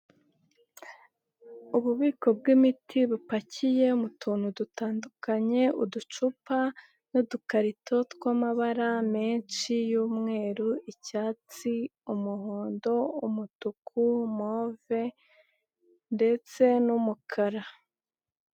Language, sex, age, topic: Kinyarwanda, female, 18-24, health